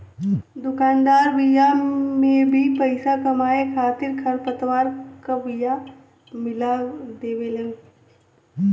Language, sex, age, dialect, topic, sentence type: Bhojpuri, female, 18-24, Western, agriculture, statement